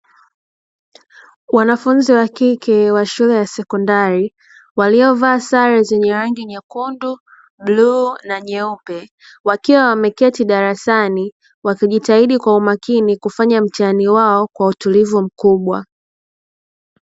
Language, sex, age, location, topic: Swahili, female, 25-35, Dar es Salaam, education